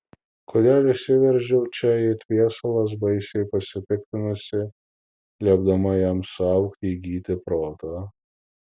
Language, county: Lithuanian, Vilnius